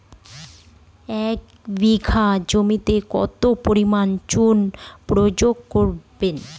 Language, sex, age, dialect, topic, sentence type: Bengali, female, 31-35, Standard Colloquial, agriculture, question